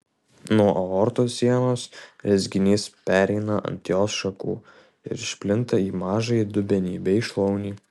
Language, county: Lithuanian, Kaunas